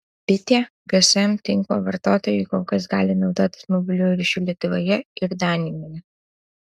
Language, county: Lithuanian, Alytus